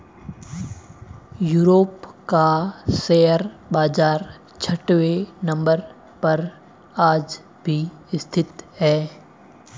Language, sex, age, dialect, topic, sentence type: Hindi, male, 18-24, Marwari Dhudhari, banking, statement